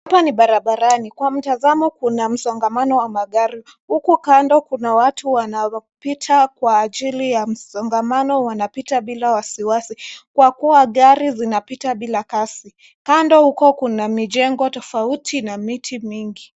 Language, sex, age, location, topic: Swahili, male, 25-35, Nairobi, government